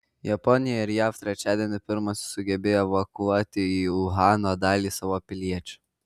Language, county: Lithuanian, Kaunas